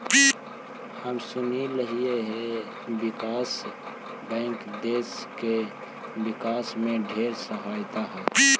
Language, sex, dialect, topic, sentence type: Magahi, male, Central/Standard, banking, statement